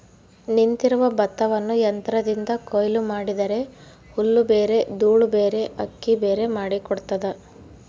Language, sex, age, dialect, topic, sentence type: Kannada, female, 18-24, Central, agriculture, statement